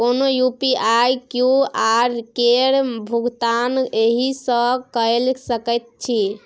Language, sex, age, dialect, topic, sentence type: Maithili, female, 18-24, Bajjika, banking, statement